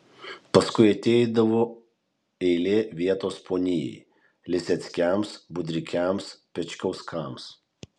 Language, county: Lithuanian, Kaunas